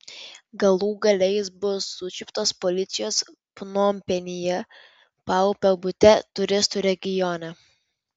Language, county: Lithuanian, Vilnius